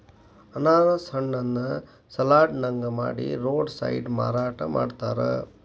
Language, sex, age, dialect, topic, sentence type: Kannada, male, 60-100, Dharwad Kannada, agriculture, statement